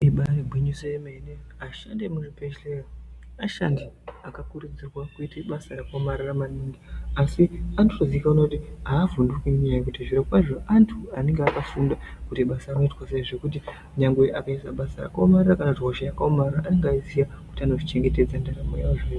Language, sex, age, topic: Ndau, female, 18-24, health